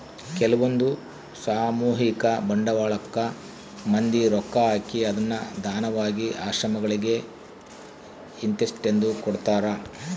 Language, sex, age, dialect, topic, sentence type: Kannada, male, 46-50, Central, banking, statement